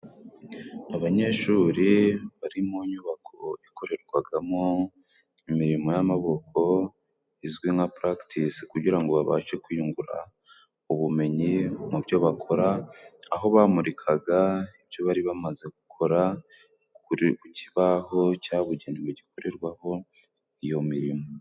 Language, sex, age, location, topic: Kinyarwanda, male, 18-24, Burera, education